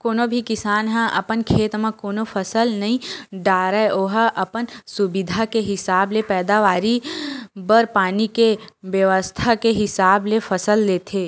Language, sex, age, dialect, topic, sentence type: Chhattisgarhi, female, 25-30, Western/Budati/Khatahi, agriculture, statement